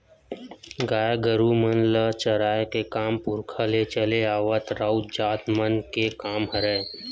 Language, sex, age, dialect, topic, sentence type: Chhattisgarhi, male, 25-30, Western/Budati/Khatahi, agriculture, statement